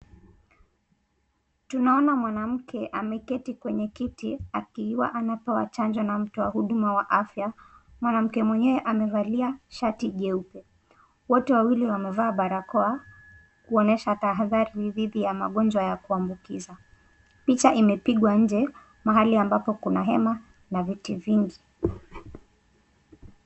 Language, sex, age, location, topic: Swahili, female, 18-24, Nakuru, health